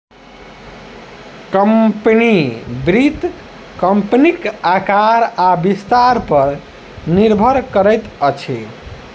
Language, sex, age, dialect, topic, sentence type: Maithili, male, 25-30, Southern/Standard, banking, statement